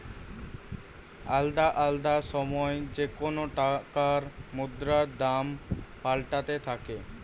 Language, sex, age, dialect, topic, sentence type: Bengali, male, <18, Western, banking, statement